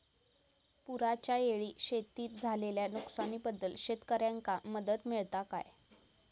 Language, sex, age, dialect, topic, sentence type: Marathi, female, 18-24, Southern Konkan, agriculture, question